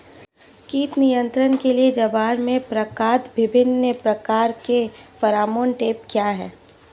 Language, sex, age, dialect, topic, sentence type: Hindi, female, 25-30, Awadhi Bundeli, agriculture, question